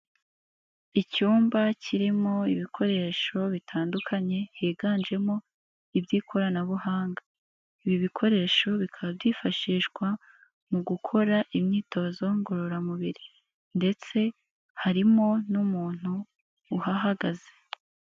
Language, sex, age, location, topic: Kinyarwanda, female, 25-35, Kigali, health